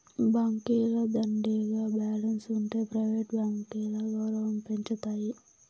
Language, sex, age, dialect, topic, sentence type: Telugu, female, 18-24, Southern, banking, statement